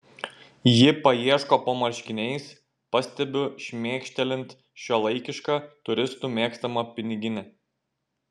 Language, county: Lithuanian, Šiauliai